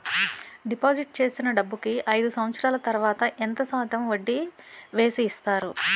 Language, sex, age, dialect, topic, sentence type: Telugu, female, 41-45, Utterandhra, banking, question